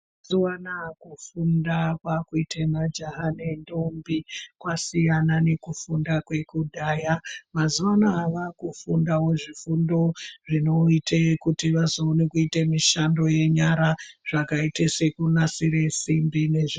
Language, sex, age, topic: Ndau, female, 36-49, education